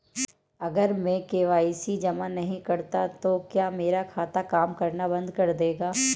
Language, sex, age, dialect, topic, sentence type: Hindi, female, 31-35, Marwari Dhudhari, banking, question